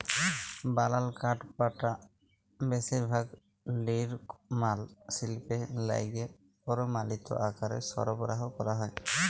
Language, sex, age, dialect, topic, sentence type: Bengali, male, 18-24, Jharkhandi, agriculture, statement